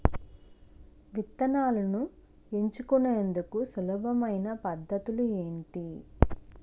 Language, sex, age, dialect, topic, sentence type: Telugu, female, 25-30, Utterandhra, agriculture, question